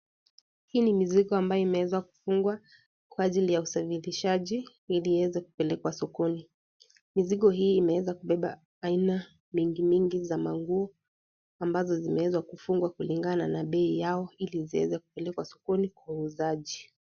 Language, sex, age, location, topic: Swahili, female, 18-24, Kisii, finance